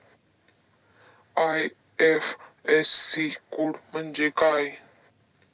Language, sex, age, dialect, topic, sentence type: Marathi, male, 18-24, Standard Marathi, banking, question